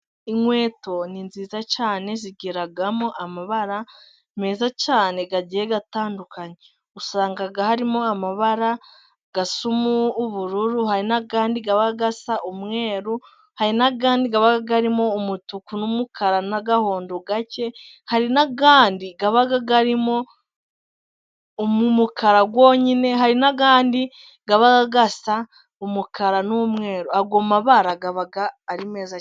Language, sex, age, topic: Kinyarwanda, female, 18-24, finance